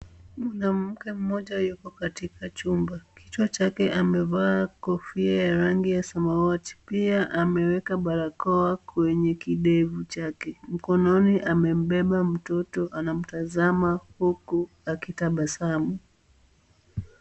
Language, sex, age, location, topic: Swahili, female, 25-35, Kisumu, health